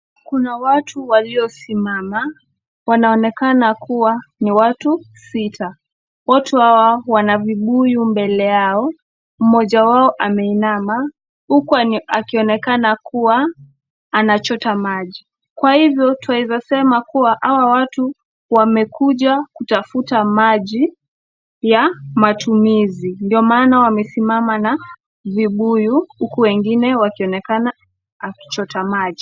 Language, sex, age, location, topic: Swahili, female, 18-24, Nakuru, health